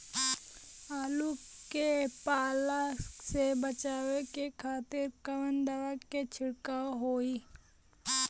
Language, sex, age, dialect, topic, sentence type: Bhojpuri, female, 18-24, Western, agriculture, question